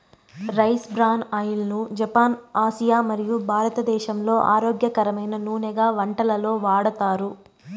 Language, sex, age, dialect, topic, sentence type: Telugu, female, 25-30, Southern, agriculture, statement